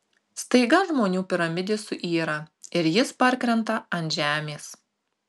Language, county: Lithuanian, Tauragė